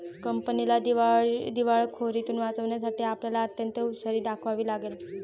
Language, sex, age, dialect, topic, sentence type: Marathi, female, 18-24, Standard Marathi, banking, statement